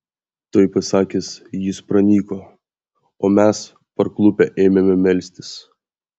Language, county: Lithuanian, Vilnius